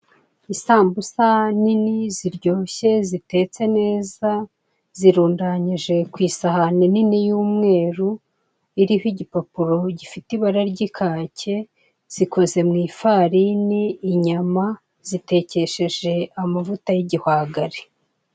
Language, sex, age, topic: Kinyarwanda, female, 36-49, finance